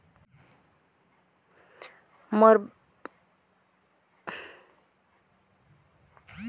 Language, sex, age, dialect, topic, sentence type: Chhattisgarhi, female, 25-30, Northern/Bhandar, banking, statement